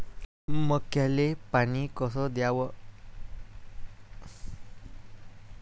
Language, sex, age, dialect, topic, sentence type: Marathi, male, 18-24, Varhadi, agriculture, question